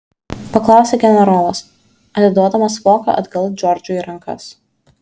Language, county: Lithuanian, Šiauliai